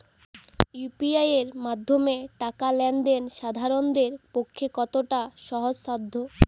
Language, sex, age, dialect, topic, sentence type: Bengali, female, 18-24, Western, banking, question